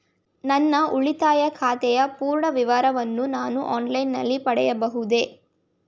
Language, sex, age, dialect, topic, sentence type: Kannada, female, 18-24, Mysore Kannada, banking, question